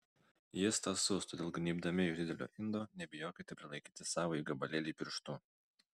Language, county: Lithuanian, Vilnius